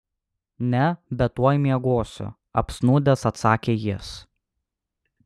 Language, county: Lithuanian, Alytus